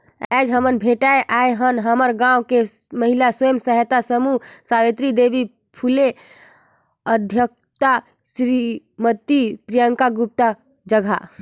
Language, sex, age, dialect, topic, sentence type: Chhattisgarhi, female, 25-30, Northern/Bhandar, banking, statement